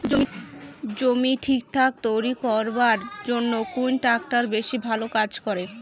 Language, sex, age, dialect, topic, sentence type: Bengali, female, <18, Rajbangshi, agriculture, question